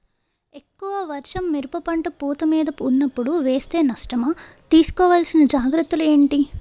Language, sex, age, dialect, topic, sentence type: Telugu, female, 18-24, Utterandhra, agriculture, question